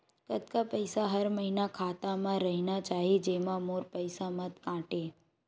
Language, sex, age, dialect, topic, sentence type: Chhattisgarhi, male, 18-24, Western/Budati/Khatahi, banking, question